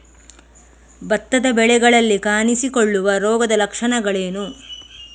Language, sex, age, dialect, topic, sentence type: Kannada, female, 18-24, Coastal/Dakshin, agriculture, question